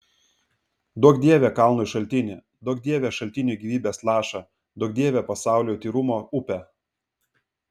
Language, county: Lithuanian, Vilnius